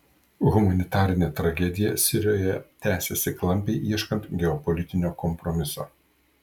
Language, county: Lithuanian, Kaunas